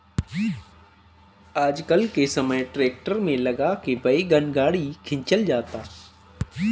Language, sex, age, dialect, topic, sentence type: Bhojpuri, male, 31-35, Northern, agriculture, statement